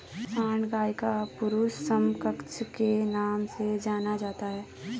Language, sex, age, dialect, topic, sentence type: Hindi, female, 25-30, Garhwali, agriculture, statement